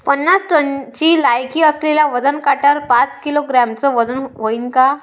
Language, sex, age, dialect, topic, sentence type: Marathi, male, 31-35, Varhadi, agriculture, question